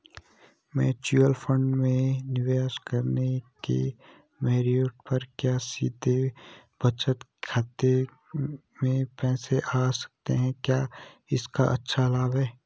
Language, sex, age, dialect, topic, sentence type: Hindi, male, 18-24, Garhwali, banking, question